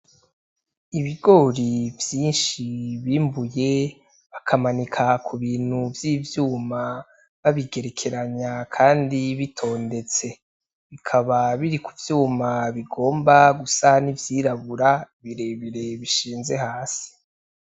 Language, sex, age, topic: Rundi, male, 18-24, agriculture